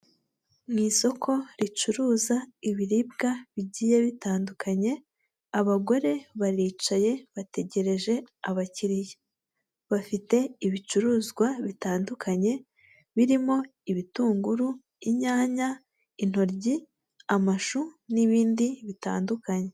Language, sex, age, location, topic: Kinyarwanda, female, 18-24, Huye, finance